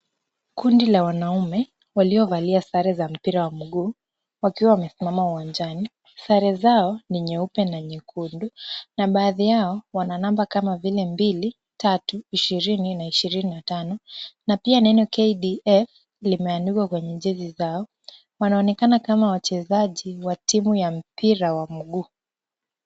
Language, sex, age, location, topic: Swahili, female, 18-24, Kisumu, government